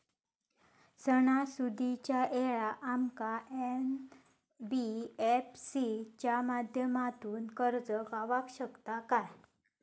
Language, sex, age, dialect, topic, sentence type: Marathi, female, 25-30, Southern Konkan, banking, question